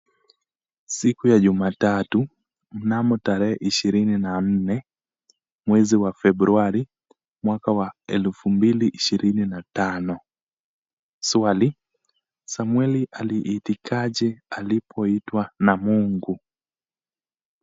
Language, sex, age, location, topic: Swahili, male, 18-24, Kisumu, education